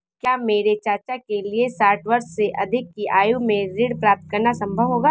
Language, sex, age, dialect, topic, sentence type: Hindi, female, 18-24, Kanauji Braj Bhasha, banking, statement